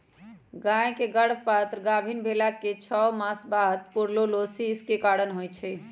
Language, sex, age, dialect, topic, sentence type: Magahi, male, 25-30, Western, agriculture, statement